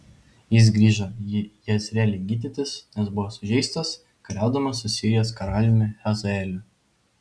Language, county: Lithuanian, Vilnius